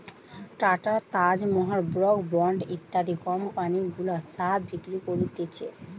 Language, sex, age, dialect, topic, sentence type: Bengali, female, 18-24, Western, agriculture, statement